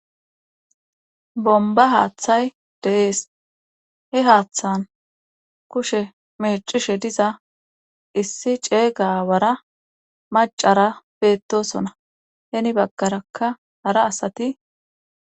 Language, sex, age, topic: Gamo, female, 18-24, government